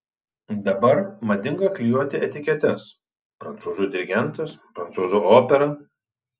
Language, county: Lithuanian, Šiauliai